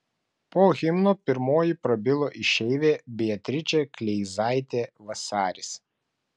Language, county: Lithuanian, Klaipėda